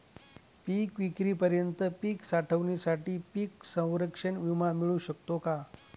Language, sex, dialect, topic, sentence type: Marathi, male, Northern Konkan, agriculture, question